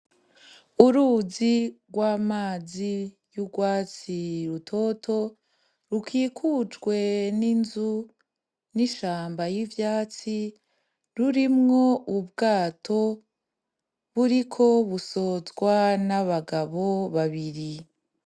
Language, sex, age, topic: Rundi, female, 25-35, agriculture